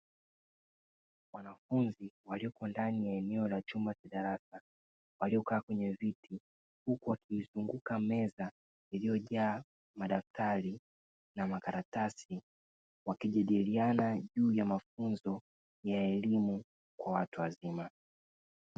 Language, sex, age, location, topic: Swahili, male, 36-49, Dar es Salaam, education